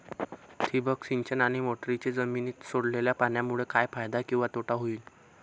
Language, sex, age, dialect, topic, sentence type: Marathi, male, 25-30, Northern Konkan, agriculture, question